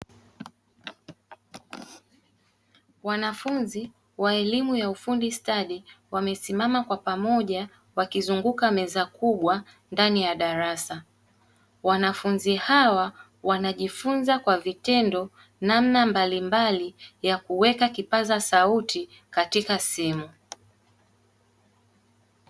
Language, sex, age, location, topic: Swahili, female, 18-24, Dar es Salaam, education